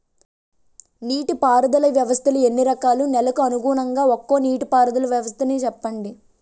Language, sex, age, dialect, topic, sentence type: Telugu, female, 18-24, Utterandhra, agriculture, question